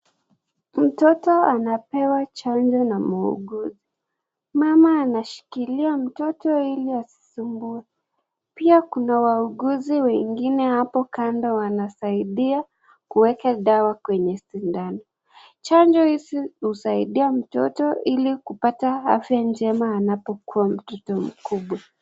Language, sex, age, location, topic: Swahili, female, 25-35, Nakuru, health